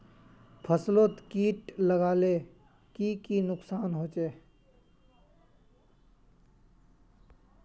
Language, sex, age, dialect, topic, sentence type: Magahi, male, 25-30, Northeastern/Surjapuri, agriculture, question